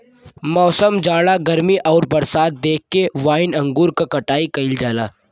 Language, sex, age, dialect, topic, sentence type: Bhojpuri, male, <18, Western, agriculture, statement